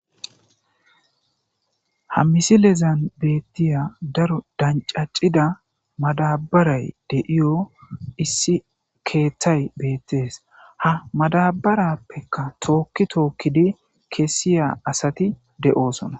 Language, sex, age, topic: Gamo, male, 25-35, agriculture